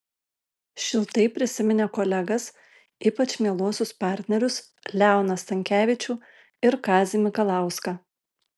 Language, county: Lithuanian, Alytus